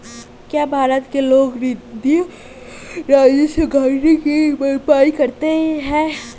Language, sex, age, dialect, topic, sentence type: Hindi, female, 18-24, Marwari Dhudhari, banking, statement